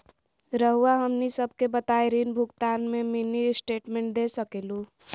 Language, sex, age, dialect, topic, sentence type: Magahi, female, 31-35, Southern, banking, question